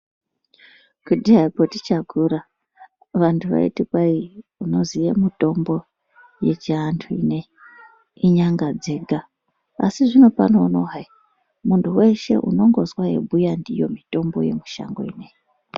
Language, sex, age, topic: Ndau, female, 36-49, health